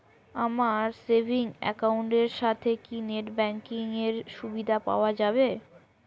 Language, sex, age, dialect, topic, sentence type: Bengali, female, <18, Jharkhandi, banking, question